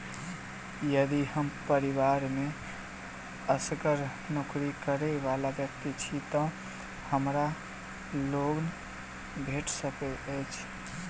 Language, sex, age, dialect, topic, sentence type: Maithili, male, 18-24, Southern/Standard, banking, question